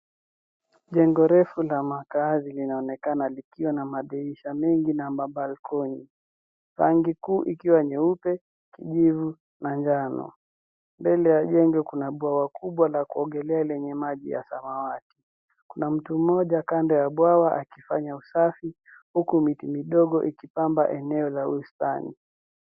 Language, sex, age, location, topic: Swahili, female, 36-49, Nairobi, finance